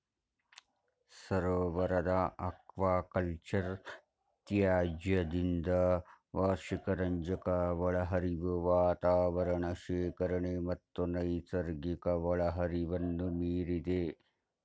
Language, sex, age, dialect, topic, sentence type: Kannada, male, 51-55, Mysore Kannada, agriculture, statement